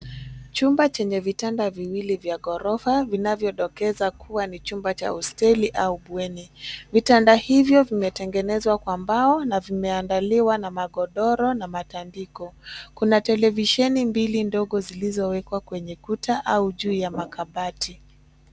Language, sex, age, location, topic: Swahili, female, 25-35, Nairobi, education